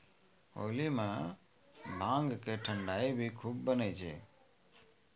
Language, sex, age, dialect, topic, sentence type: Maithili, male, 41-45, Angika, agriculture, statement